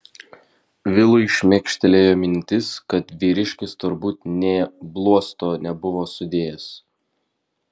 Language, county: Lithuanian, Vilnius